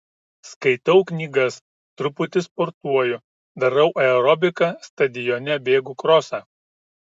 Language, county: Lithuanian, Kaunas